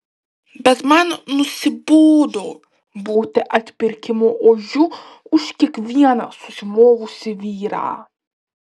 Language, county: Lithuanian, Klaipėda